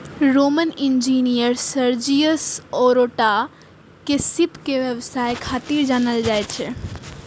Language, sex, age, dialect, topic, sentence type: Maithili, female, 18-24, Eastern / Thethi, agriculture, statement